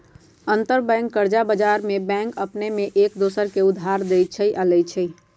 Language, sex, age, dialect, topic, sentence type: Magahi, female, 46-50, Western, banking, statement